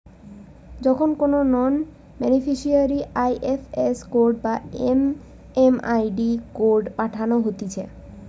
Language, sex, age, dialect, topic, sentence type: Bengali, female, 31-35, Western, banking, statement